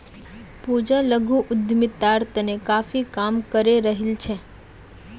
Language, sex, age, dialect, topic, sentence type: Magahi, female, 18-24, Northeastern/Surjapuri, banking, statement